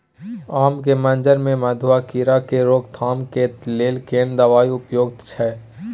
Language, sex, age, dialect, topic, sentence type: Maithili, male, 18-24, Bajjika, agriculture, question